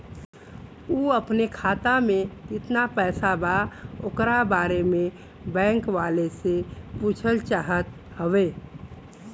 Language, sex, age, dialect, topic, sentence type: Bhojpuri, female, 41-45, Western, banking, question